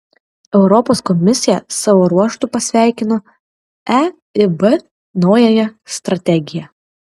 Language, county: Lithuanian, Kaunas